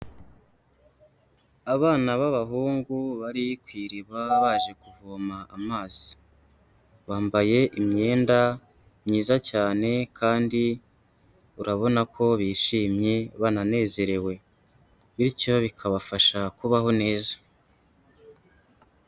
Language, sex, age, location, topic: Kinyarwanda, female, 36-49, Huye, health